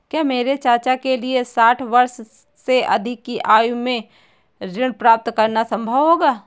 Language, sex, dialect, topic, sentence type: Hindi, female, Kanauji Braj Bhasha, banking, statement